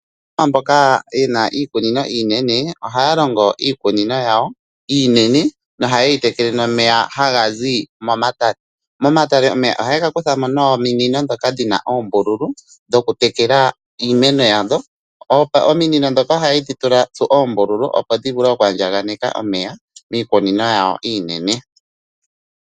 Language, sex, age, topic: Oshiwambo, male, 25-35, agriculture